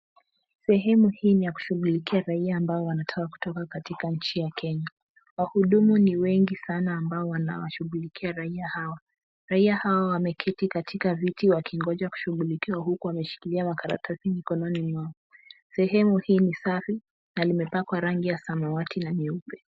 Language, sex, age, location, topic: Swahili, female, 18-24, Kisumu, government